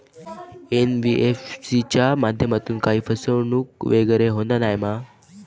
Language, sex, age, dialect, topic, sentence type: Marathi, male, 31-35, Southern Konkan, banking, question